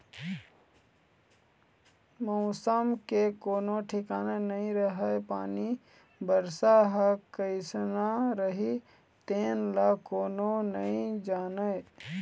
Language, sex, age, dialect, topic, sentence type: Chhattisgarhi, male, 18-24, Eastern, agriculture, statement